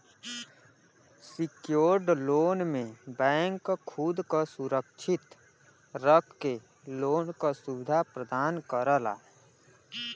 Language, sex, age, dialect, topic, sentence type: Bhojpuri, male, 18-24, Western, banking, statement